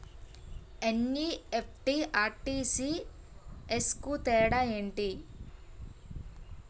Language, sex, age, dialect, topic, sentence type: Telugu, female, 18-24, Utterandhra, banking, question